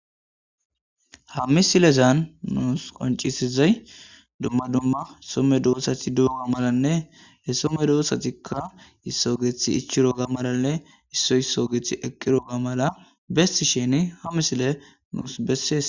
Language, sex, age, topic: Gamo, male, 25-35, agriculture